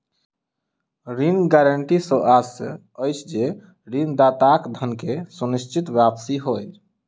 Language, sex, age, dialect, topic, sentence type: Maithili, male, 25-30, Southern/Standard, banking, statement